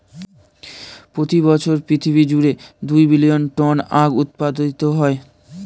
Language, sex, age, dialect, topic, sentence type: Bengali, male, 18-24, Standard Colloquial, agriculture, statement